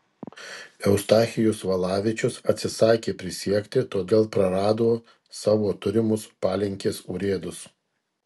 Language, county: Lithuanian, Kaunas